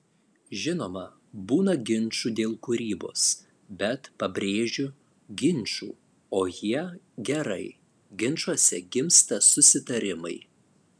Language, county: Lithuanian, Alytus